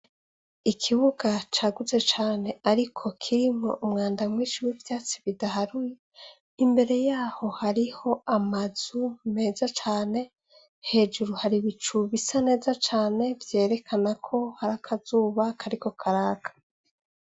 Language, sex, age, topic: Rundi, female, 25-35, education